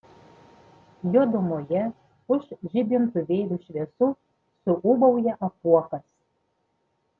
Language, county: Lithuanian, Panevėžys